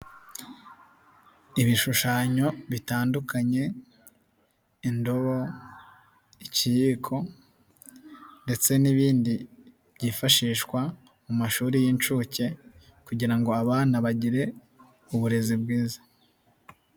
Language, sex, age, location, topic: Kinyarwanda, male, 18-24, Nyagatare, education